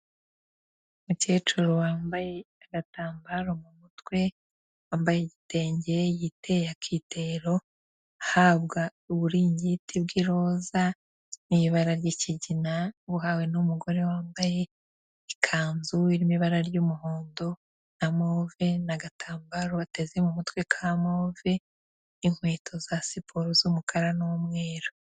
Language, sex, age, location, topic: Kinyarwanda, female, 36-49, Kigali, health